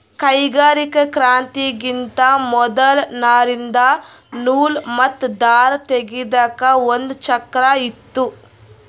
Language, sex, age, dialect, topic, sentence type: Kannada, female, 18-24, Northeastern, agriculture, statement